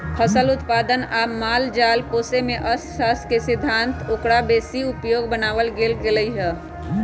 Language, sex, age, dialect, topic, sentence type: Magahi, female, 25-30, Western, agriculture, statement